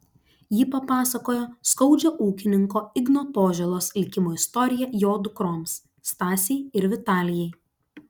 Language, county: Lithuanian, Klaipėda